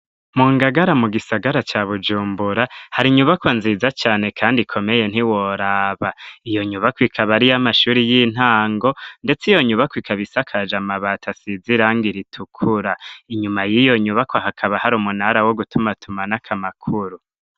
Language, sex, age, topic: Rundi, male, 25-35, education